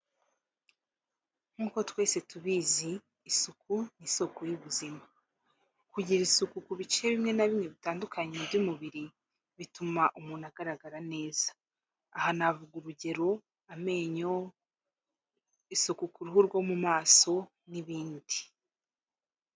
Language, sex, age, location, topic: Kinyarwanda, female, 18-24, Kigali, health